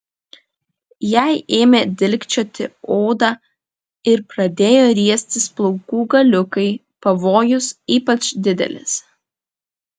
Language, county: Lithuanian, Vilnius